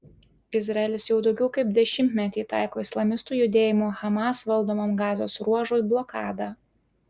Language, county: Lithuanian, Klaipėda